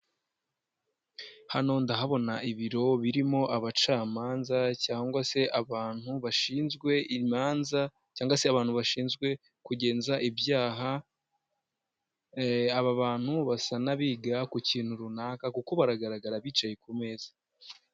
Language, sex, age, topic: Kinyarwanda, female, 18-24, government